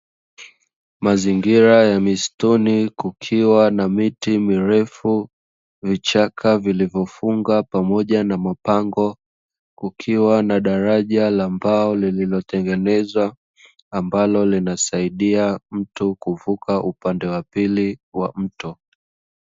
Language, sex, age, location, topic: Swahili, male, 25-35, Dar es Salaam, agriculture